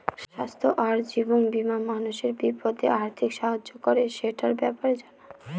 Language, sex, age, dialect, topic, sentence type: Bengali, female, 31-35, Northern/Varendri, banking, statement